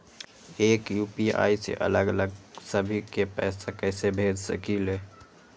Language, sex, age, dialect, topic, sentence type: Magahi, male, 18-24, Western, banking, question